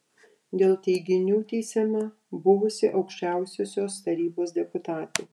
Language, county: Lithuanian, Panevėžys